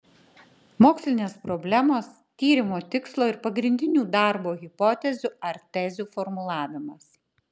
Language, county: Lithuanian, Klaipėda